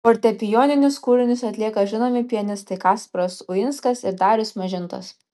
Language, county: Lithuanian, Kaunas